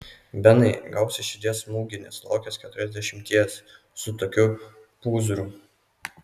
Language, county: Lithuanian, Kaunas